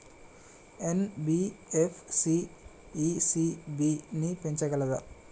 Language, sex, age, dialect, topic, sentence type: Telugu, male, 25-30, Telangana, banking, question